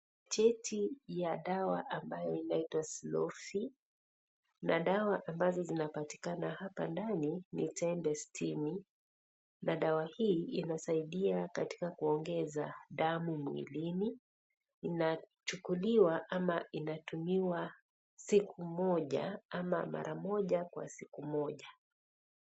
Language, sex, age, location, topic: Swahili, female, 36-49, Kisii, health